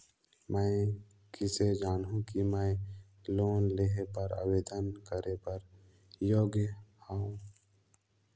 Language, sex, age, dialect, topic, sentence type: Chhattisgarhi, male, 18-24, Northern/Bhandar, banking, statement